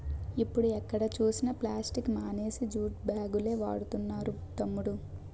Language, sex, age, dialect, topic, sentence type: Telugu, male, 25-30, Utterandhra, agriculture, statement